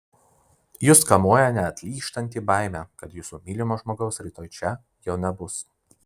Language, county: Lithuanian, Vilnius